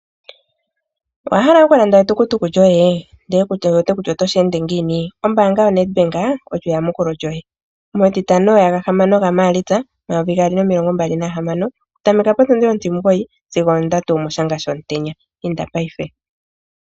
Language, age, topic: Oshiwambo, 25-35, finance